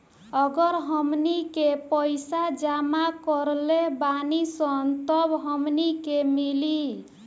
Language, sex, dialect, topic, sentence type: Bhojpuri, female, Southern / Standard, banking, statement